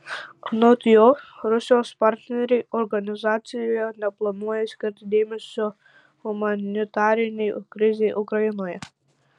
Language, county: Lithuanian, Tauragė